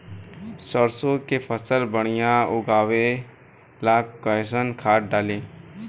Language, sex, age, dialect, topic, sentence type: Bhojpuri, male, 18-24, Southern / Standard, agriculture, question